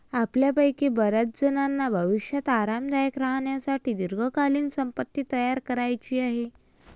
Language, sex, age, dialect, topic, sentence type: Marathi, female, 25-30, Varhadi, banking, statement